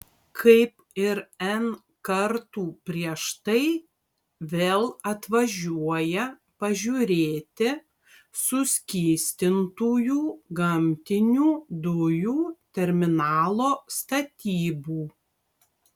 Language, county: Lithuanian, Kaunas